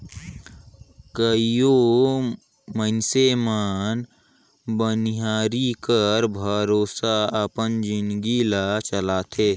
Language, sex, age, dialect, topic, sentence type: Chhattisgarhi, male, 18-24, Northern/Bhandar, agriculture, statement